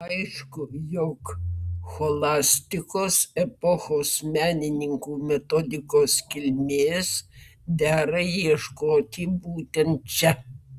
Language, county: Lithuanian, Vilnius